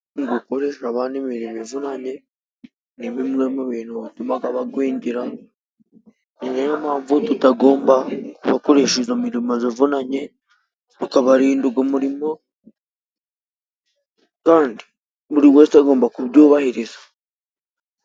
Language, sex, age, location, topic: Kinyarwanda, female, 36-49, Musanze, government